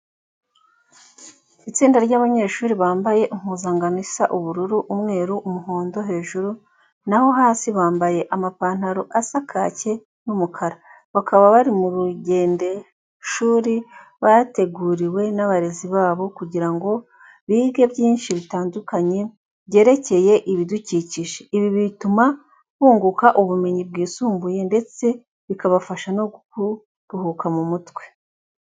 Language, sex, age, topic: Kinyarwanda, female, 25-35, education